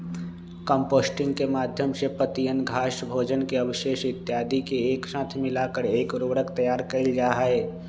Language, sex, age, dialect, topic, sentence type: Magahi, male, 25-30, Western, agriculture, statement